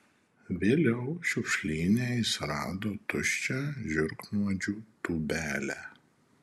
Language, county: Lithuanian, Šiauliai